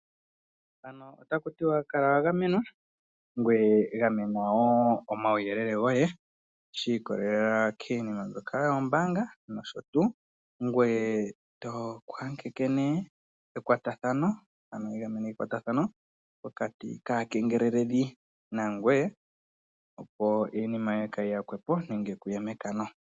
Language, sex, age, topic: Oshiwambo, male, 18-24, finance